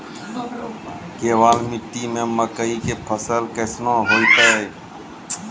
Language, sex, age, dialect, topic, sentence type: Maithili, male, 46-50, Angika, agriculture, question